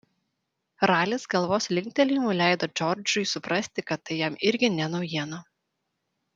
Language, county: Lithuanian, Vilnius